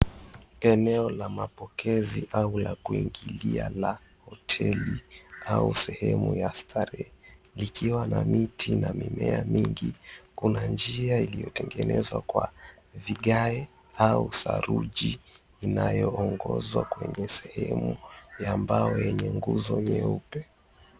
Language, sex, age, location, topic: Swahili, male, 18-24, Mombasa, government